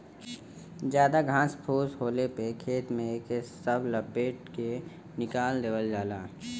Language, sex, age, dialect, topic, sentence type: Bhojpuri, male, 18-24, Western, agriculture, statement